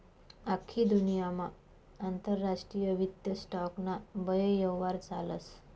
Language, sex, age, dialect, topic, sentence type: Marathi, female, 25-30, Northern Konkan, banking, statement